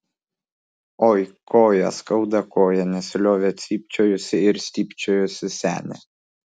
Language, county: Lithuanian, Vilnius